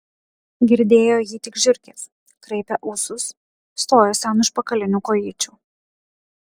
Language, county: Lithuanian, Kaunas